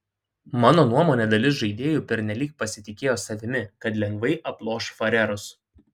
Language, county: Lithuanian, Šiauliai